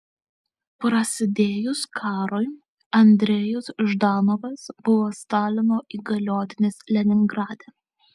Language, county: Lithuanian, Alytus